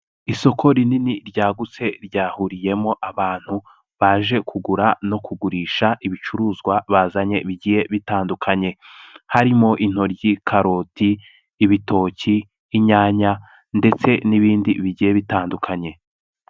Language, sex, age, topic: Kinyarwanda, male, 18-24, finance